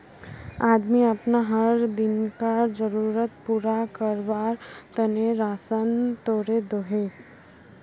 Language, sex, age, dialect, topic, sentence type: Magahi, female, 51-55, Northeastern/Surjapuri, agriculture, statement